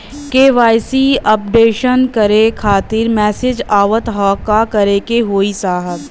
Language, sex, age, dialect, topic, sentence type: Bhojpuri, female, 18-24, Western, banking, question